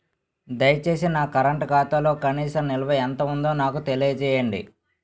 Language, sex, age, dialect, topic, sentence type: Telugu, male, 18-24, Utterandhra, banking, statement